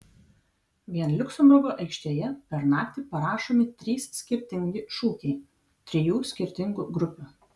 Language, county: Lithuanian, Vilnius